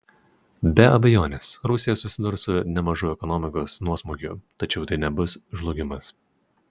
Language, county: Lithuanian, Utena